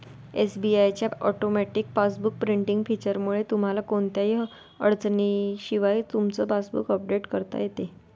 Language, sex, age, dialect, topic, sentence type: Marathi, female, 18-24, Varhadi, banking, statement